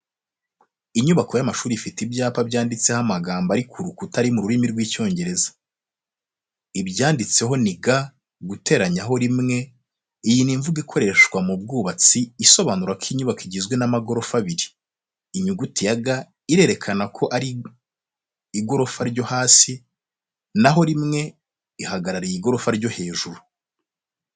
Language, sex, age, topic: Kinyarwanda, male, 25-35, education